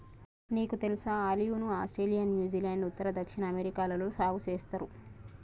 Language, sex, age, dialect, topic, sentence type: Telugu, female, 31-35, Telangana, agriculture, statement